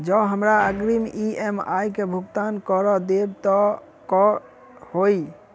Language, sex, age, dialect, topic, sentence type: Maithili, male, 25-30, Southern/Standard, banking, question